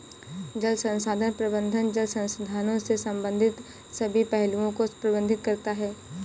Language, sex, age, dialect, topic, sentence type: Hindi, female, 18-24, Awadhi Bundeli, agriculture, statement